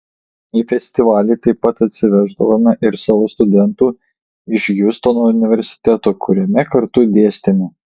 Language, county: Lithuanian, Kaunas